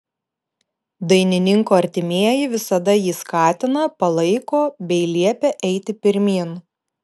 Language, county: Lithuanian, Panevėžys